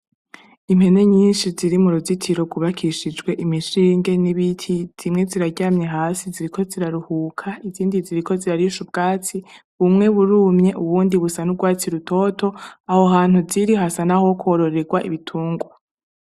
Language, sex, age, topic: Rundi, female, 18-24, agriculture